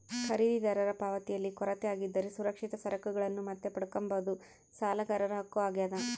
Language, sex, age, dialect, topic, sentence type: Kannada, female, 25-30, Central, banking, statement